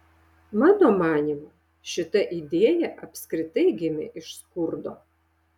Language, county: Lithuanian, Šiauliai